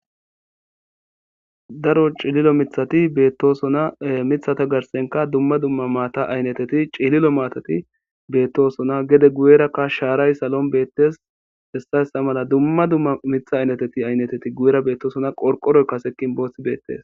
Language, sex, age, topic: Gamo, male, 18-24, agriculture